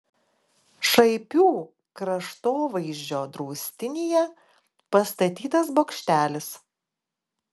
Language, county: Lithuanian, Klaipėda